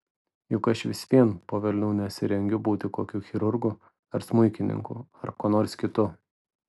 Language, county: Lithuanian, Vilnius